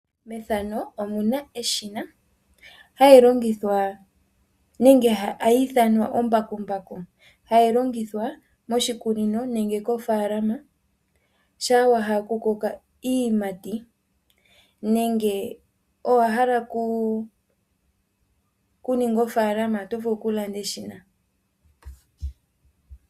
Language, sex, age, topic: Oshiwambo, female, 18-24, agriculture